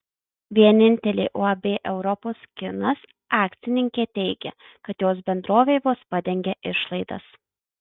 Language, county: Lithuanian, Marijampolė